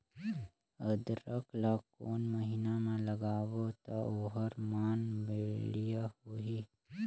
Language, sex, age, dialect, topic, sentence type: Chhattisgarhi, male, 25-30, Northern/Bhandar, agriculture, question